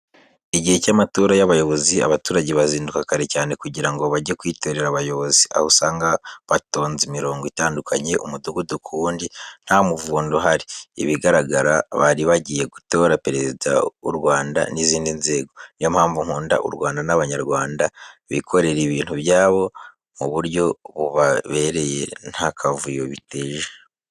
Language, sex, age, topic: Kinyarwanda, male, 18-24, education